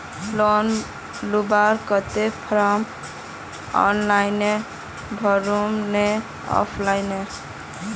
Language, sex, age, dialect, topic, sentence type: Magahi, male, 18-24, Northeastern/Surjapuri, banking, question